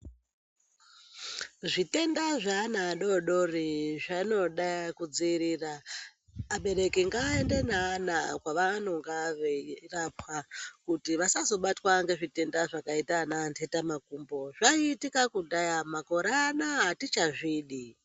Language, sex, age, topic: Ndau, male, 25-35, health